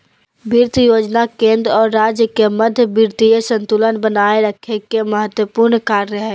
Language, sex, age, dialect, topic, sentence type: Magahi, female, 18-24, Southern, banking, statement